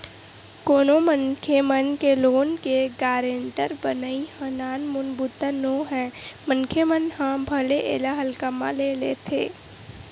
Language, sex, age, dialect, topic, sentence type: Chhattisgarhi, female, 18-24, Western/Budati/Khatahi, banking, statement